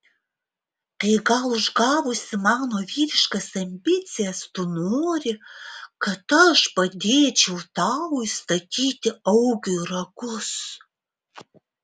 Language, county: Lithuanian, Alytus